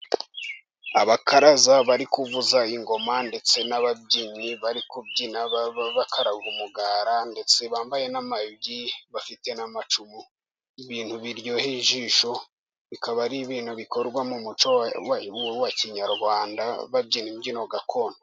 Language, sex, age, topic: Kinyarwanda, male, 18-24, government